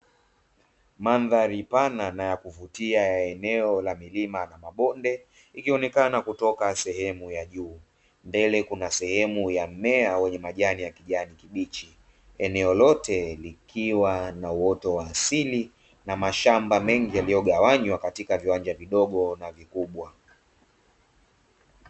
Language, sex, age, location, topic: Swahili, male, 25-35, Dar es Salaam, agriculture